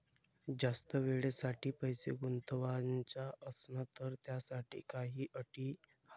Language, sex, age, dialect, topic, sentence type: Marathi, male, 25-30, Varhadi, banking, question